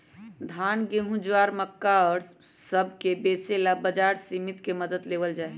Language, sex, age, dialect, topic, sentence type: Magahi, female, 25-30, Western, agriculture, statement